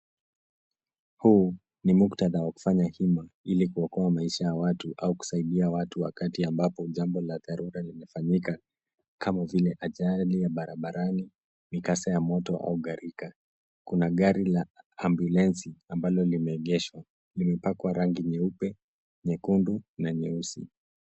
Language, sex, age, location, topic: Swahili, male, 18-24, Nairobi, health